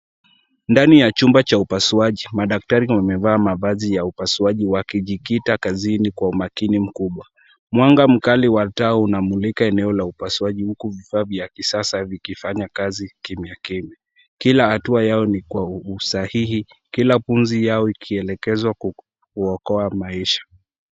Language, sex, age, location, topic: Swahili, male, 18-24, Kisumu, health